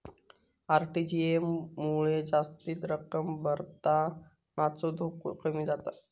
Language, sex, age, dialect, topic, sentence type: Marathi, male, 18-24, Southern Konkan, banking, statement